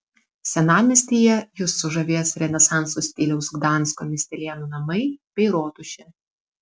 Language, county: Lithuanian, Vilnius